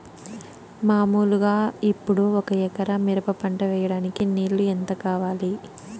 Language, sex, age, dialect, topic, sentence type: Telugu, female, 18-24, Southern, agriculture, question